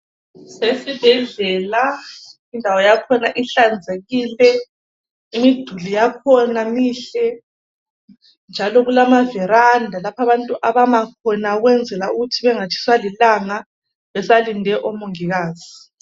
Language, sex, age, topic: North Ndebele, male, 25-35, health